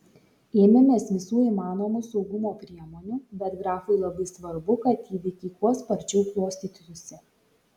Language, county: Lithuanian, Šiauliai